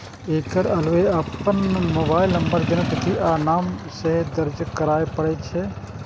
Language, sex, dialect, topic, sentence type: Maithili, male, Eastern / Thethi, banking, statement